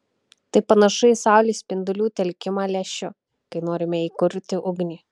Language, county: Lithuanian, Kaunas